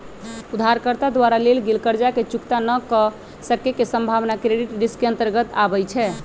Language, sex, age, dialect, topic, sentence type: Magahi, male, 36-40, Western, banking, statement